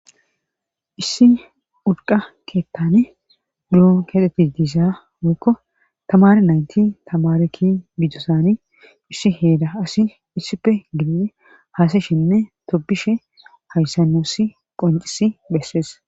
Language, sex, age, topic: Gamo, female, 36-49, government